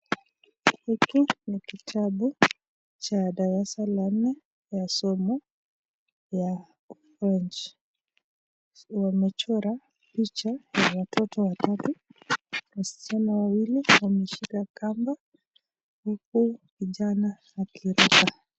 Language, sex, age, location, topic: Swahili, female, 25-35, Nakuru, education